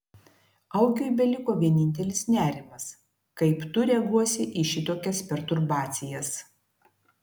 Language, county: Lithuanian, Klaipėda